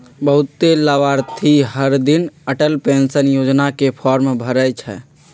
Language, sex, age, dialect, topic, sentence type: Magahi, male, 46-50, Western, banking, statement